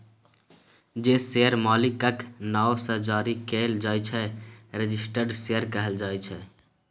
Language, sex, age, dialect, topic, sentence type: Maithili, male, 18-24, Bajjika, banking, statement